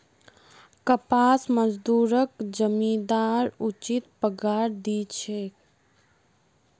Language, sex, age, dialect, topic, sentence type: Magahi, female, 51-55, Northeastern/Surjapuri, banking, statement